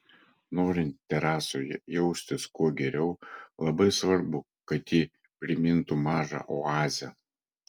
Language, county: Lithuanian, Vilnius